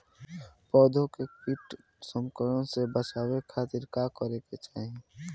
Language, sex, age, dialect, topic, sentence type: Bhojpuri, male, 18-24, Southern / Standard, agriculture, question